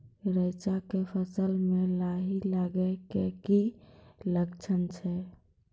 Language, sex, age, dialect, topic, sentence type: Maithili, female, 18-24, Angika, agriculture, question